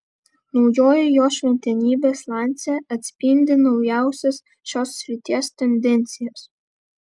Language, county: Lithuanian, Vilnius